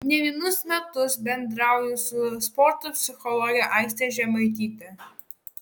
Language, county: Lithuanian, Kaunas